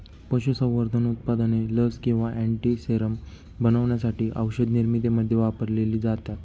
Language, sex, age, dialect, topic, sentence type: Marathi, male, 25-30, Northern Konkan, agriculture, statement